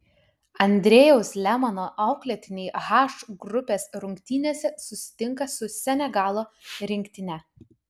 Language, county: Lithuanian, Utena